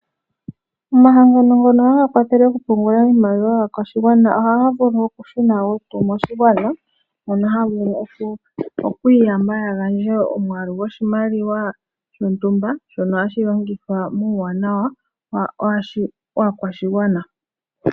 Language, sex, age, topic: Oshiwambo, female, 18-24, finance